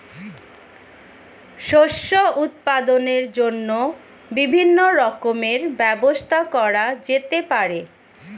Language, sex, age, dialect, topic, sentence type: Bengali, female, 25-30, Standard Colloquial, agriculture, statement